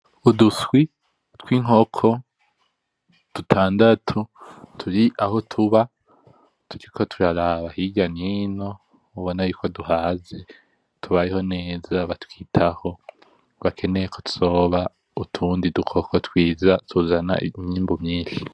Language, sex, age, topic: Rundi, male, 18-24, agriculture